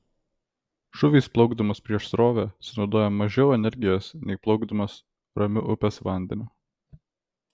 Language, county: Lithuanian, Vilnius